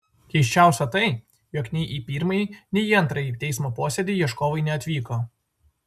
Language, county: Lithuanian, Vilnius